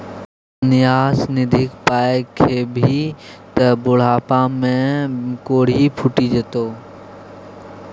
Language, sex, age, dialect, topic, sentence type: Maithili, male, 18-24, Bajjika, banking, statement